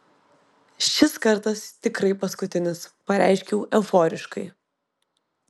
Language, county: Lithuanian, Vilnius